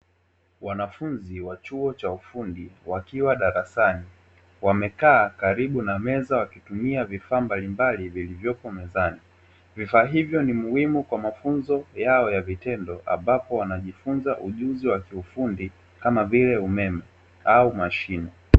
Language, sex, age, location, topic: Swahili, male, 18-24, Dar es Salaam, education